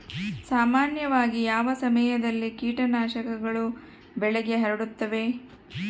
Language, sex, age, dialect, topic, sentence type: Kannada, female, 36-40, Central, agriculture, question